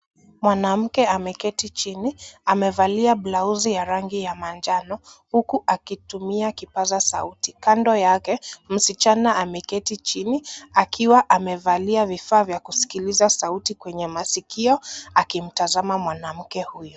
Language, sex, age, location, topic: Swahili, female, 25-35, Nairobi, education